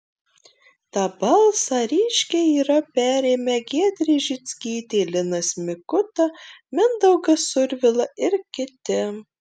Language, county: Lithuanian, Marijampolė